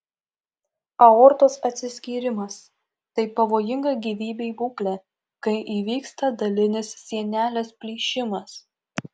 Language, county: Lithuanian, Kaunas